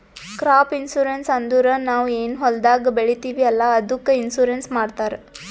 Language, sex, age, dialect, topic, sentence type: Kannada, female, 18-24, Northeastern, banking, statement